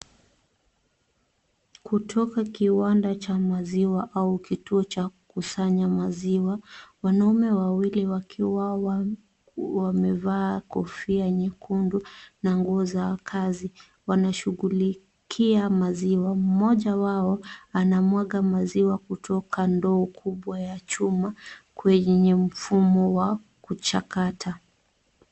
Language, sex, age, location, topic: Swahili, female, 18-24, Kisumu, agriculture